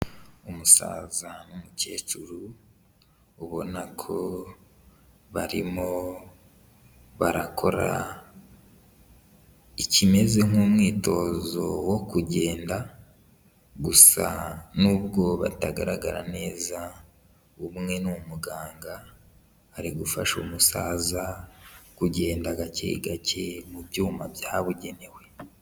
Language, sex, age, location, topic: Kinyarwanda, male, 18-24, Kigali, health